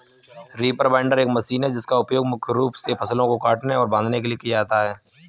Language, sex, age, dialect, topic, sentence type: Hindi, male, 18-24, Kanauji Braj Bhasha, agriculture, statement